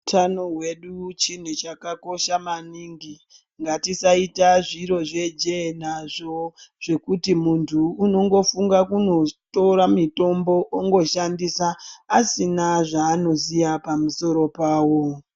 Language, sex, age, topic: Ndau, female, 25-35, health